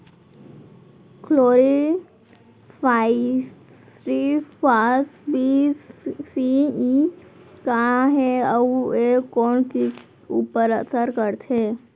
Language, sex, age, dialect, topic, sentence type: Chhattisgarhi, female, 18-24, Central, agriculture, question